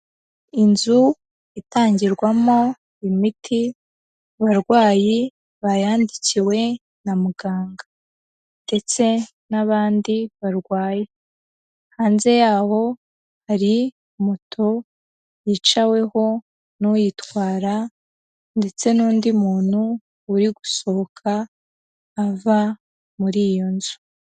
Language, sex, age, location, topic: Kinyarwanda, female, 18-24, Huye, health